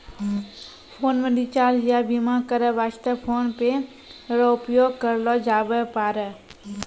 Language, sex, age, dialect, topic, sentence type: Maithili, female, 18-24, Angika, banking, statement